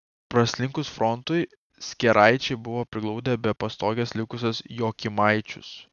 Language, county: Lithuanian, Kaunas